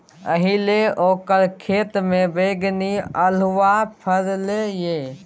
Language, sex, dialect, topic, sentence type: Maithili, male, Bajjika, agriculture, statement